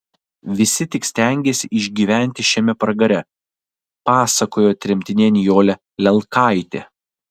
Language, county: Lithuanian, Telšiai